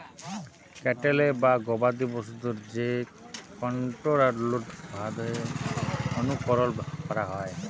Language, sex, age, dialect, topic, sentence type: Bengali, male, 25-30, Jharkhandi, agriculture, statement